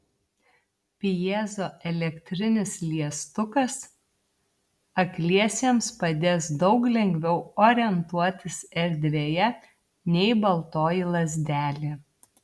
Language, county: Lithuanian, Telšiai